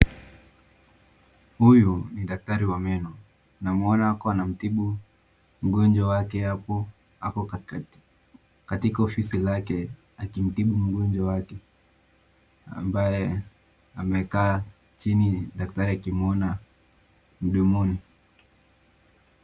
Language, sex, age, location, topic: Swahili, male, 18-24, Nakuru, health